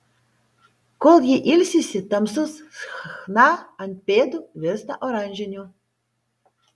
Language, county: Lithuanian, Panevėžys